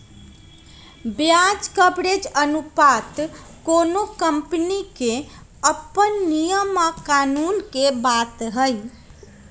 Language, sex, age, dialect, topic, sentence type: Magahi, female, 31-35, Western, banking, statement